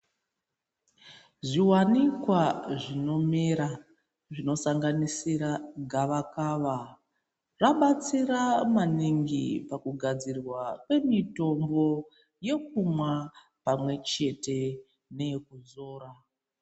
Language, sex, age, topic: Ndau, female, 25-35, health